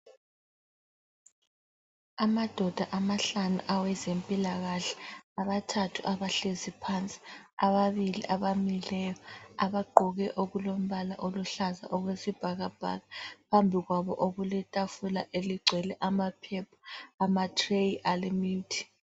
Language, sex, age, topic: North Ndebele, female, 25-35, health